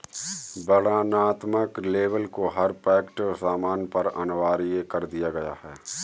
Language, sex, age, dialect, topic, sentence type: Hindi, male, 31-35, Kanauji Braj Bhasha, banking, statement